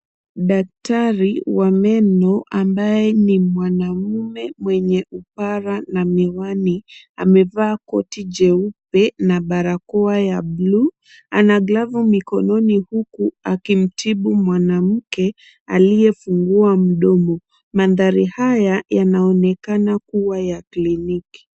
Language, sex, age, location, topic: Swahili, female, 25-35, Kisumu, health